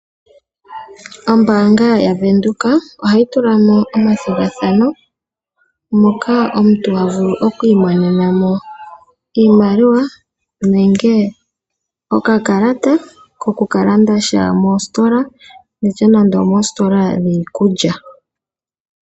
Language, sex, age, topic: Oshiwambo, female, 18-24, finance